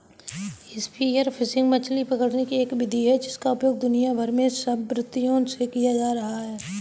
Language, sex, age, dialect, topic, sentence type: Hindi, female, 18-24, Kanauji Braj Bhasha, agriculture, statement